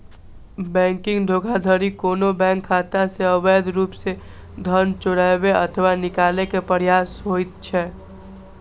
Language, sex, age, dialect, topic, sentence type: Maithili, male, 18-24, Eastern / Thethi, banking, statement